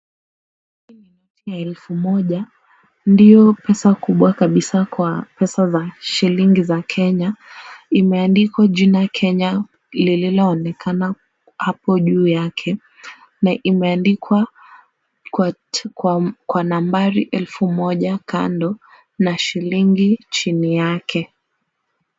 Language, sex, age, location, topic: Swahili, female, 18-24, Kisumu, finance